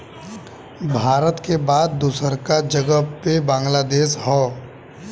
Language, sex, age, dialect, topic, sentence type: Bhojpuri, male, 18-24, Western, agriculture, statement